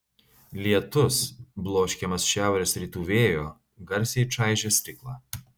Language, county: Lithuanian, Kaunas